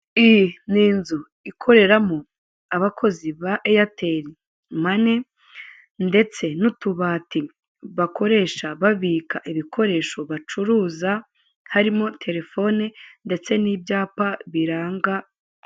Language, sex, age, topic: Kinyarwanda, female, 18-24, finance